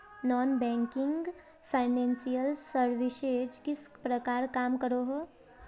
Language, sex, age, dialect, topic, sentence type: Magahi, male, 18-24, Northeastern/Surjapuri, banking, question